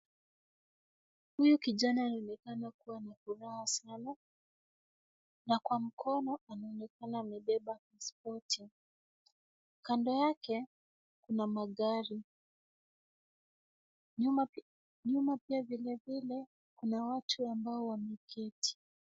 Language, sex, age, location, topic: Swahili, female, 25-35, Kisumu, government